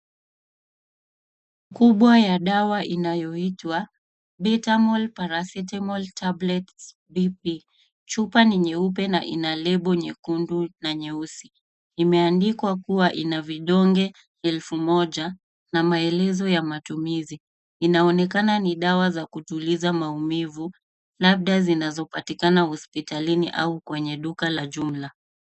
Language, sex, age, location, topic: Swahili, female, 25-35, Nairobi, health